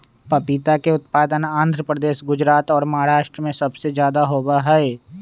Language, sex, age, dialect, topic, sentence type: Magahi, male, 25-30, Western, agriculture, statement